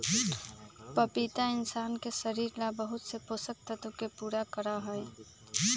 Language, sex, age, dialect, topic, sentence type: Magahi, female, 25-30, Western, agriculture, statement